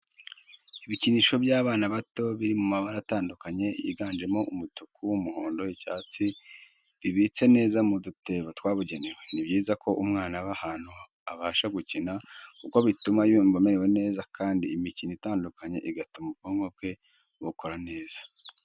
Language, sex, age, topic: Kinyarwanda, male, 25-35, education